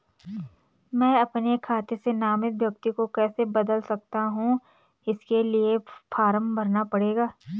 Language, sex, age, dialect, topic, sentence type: Hindi, female, 25-30, Garhwali, banking, question